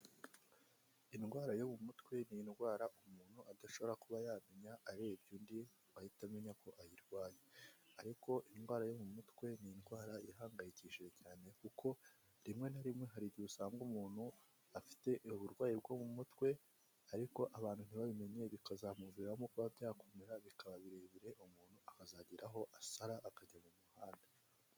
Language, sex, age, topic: Kinyarwanda, male, 18-24, health